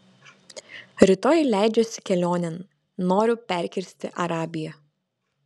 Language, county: Lithuanian, Vilnius